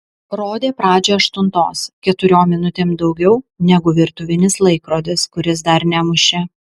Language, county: Lithuanian, Vilnius